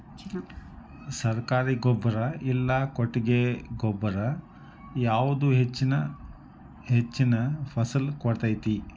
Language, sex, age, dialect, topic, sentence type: Kannada, male, 41-45, Dharwad Kannada, agriculture, question